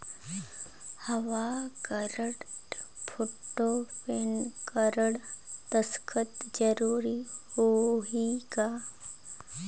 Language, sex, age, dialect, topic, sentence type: Chhattisgarhi, female, 31-35, Northern/Bhandar, banking, question